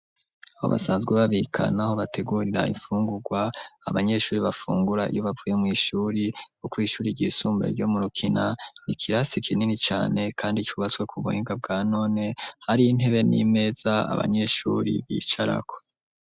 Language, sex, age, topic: Rundi, male, 25-35, education